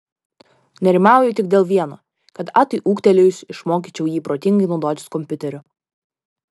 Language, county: Lithuanian, Vilnius